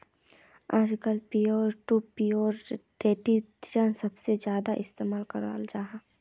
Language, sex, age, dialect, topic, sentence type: Magahi, female, 46-50, Northeastern/Surjapuri, banking, statement